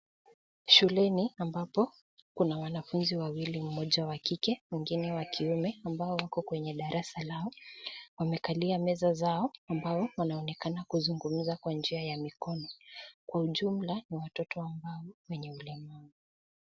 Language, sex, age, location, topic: Swahili, male, 18-24, Nairobi, education